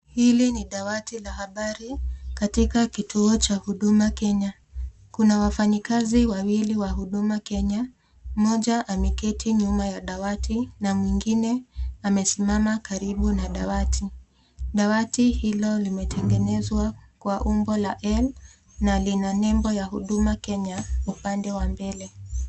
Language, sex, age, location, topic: Swahili, female, 25-35, Nakuru, government